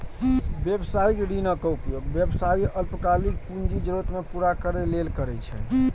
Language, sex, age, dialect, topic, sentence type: Maithili, male, 31-35, Eastern / Thethi, banking, statement